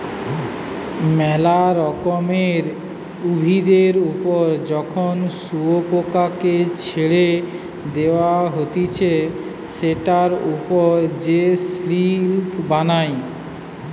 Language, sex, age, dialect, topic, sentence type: Bengali, male, 46-50, Western, agriculture, statement